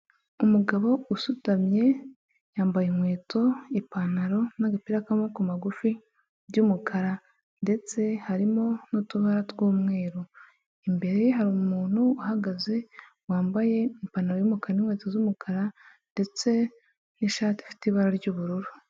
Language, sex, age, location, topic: Kinyarwanda, female, 25-35, Huye, health